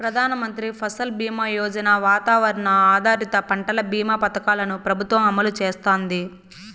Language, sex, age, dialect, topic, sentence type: Telugu, female, 18-24, Southern, agriculture, statement